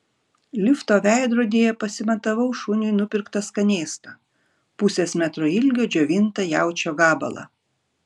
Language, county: Lithuanian, Šiauliai